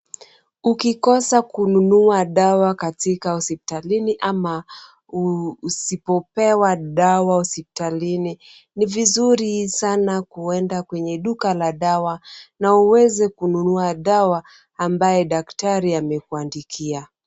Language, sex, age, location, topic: Swahili, female, 25-35, Kisumu, health